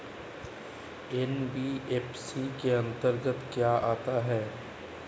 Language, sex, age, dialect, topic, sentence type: Hindi, male, 31-35, Marwari Dhudhari, banking, question